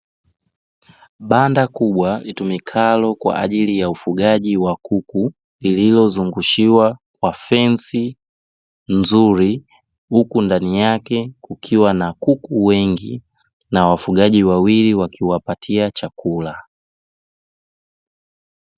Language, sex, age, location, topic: Swahili, male, 25-35, Dar es Salaam, agriculture